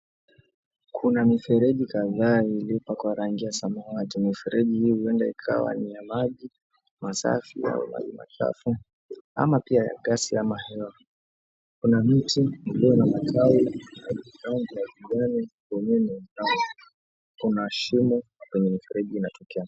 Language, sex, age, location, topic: Swahili, male, 25-35, Mombasa, agriculture